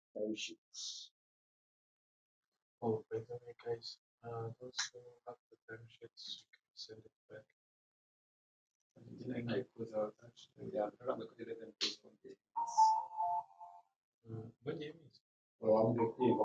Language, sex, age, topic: Kinyarwanda, male, 25-35, finance